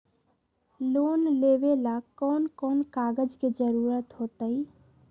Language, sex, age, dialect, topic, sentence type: Magahi, female, 18-24, Western, banking, question